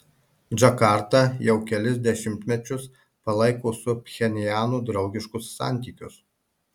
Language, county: Lithuanian, Marijampolė